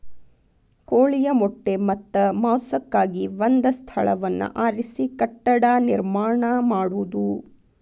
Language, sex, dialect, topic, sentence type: Kannada, female, Dharwad Kannada, agriculture, statement